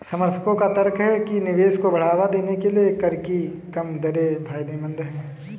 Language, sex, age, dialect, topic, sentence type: Hindi, male, 18-24, Kanauji Braj Bhasha, banking, statement